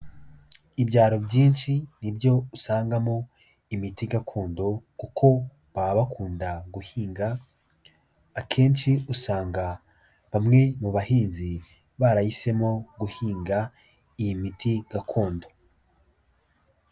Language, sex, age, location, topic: Kinyarwanda, male, 18-24, Kigali, health